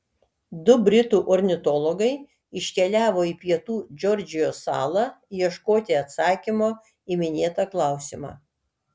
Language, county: Lithuanian, Kaunas